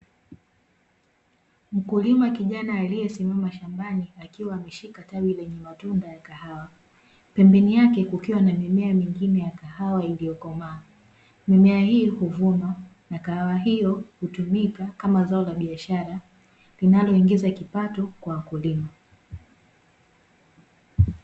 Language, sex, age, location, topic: Swahili, female, 18-24, Dar es Salaam, agriculture